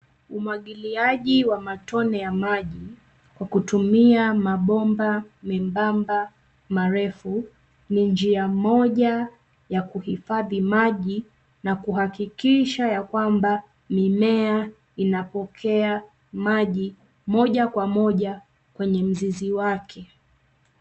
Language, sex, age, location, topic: Swahili, female, 25-35, Nairobi, agriculture